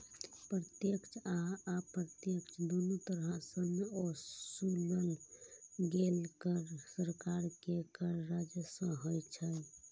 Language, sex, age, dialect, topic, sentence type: Maithili, female, 18-24, Eastern / Thethi, banking, statement